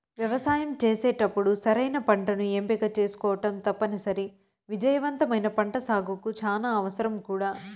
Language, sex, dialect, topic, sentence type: Telugu, female, Southern, agriculture, statement